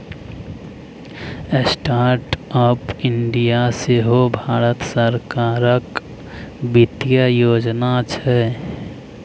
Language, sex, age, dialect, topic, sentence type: Maithili, male, 18-24, Bajjika, banking, statement